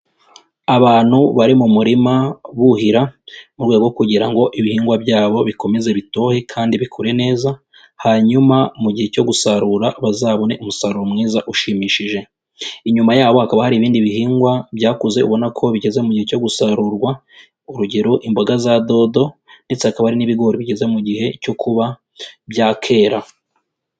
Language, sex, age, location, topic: Kinyarwanda, female, 18-24, Kigali, agriculture